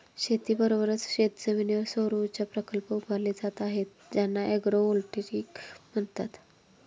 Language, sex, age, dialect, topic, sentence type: Marathi, female, 25-30, Standard Marathi, agriculture, statement